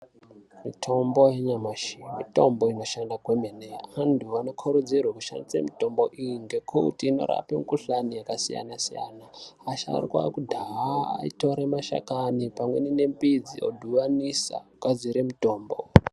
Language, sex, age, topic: Ndau, male, 18-24, health